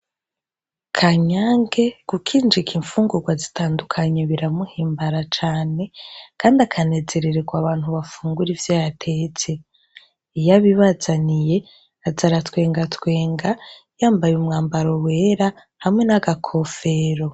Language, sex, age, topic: Rundi, female, 25-35, education